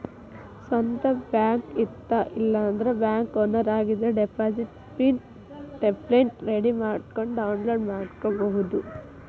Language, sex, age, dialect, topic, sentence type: Kannada, female, 18-24, Dharwad Kannada, banking, statement